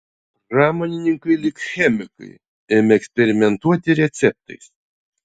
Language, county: Lithuanian, Utena